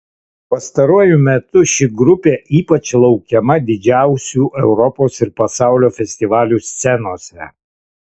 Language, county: Lithuanian, Kaunas